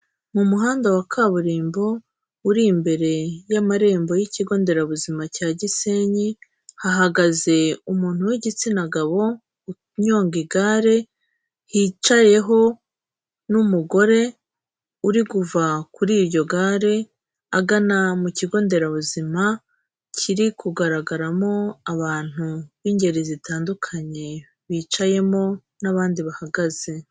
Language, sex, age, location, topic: Kinyarwanda, female, 36-49, Kigali, health